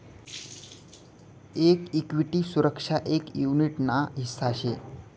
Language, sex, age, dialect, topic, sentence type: Marathi, male, 18-24, Northern Konkan, banking, statement